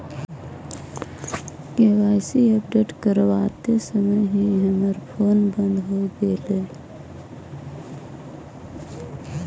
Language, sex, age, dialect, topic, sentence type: Magahi, male, 18-24, Central/Standard, agriculture, statement